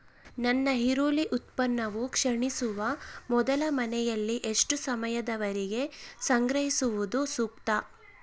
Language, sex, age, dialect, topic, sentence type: Kannada, female, 25-30, Central, agriculture, question